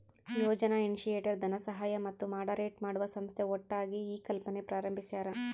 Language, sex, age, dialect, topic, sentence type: Kannada, female, 25-30, Central, banking, statement